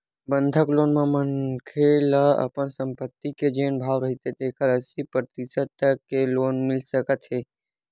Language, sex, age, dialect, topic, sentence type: Chhattisgarhi, male, 18-24, Western/Budati/Khatahi, banking, statement